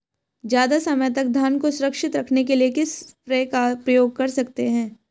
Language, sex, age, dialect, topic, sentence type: Hindi, female, 18-24, Marwari Dhudhari, agriculture, question